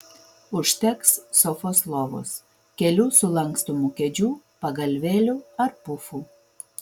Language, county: Lithuanian, Vilnius